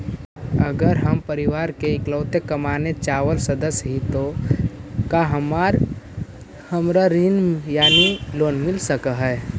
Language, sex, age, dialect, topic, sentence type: Magahi, male, 18-24, Central/Standard, banking, question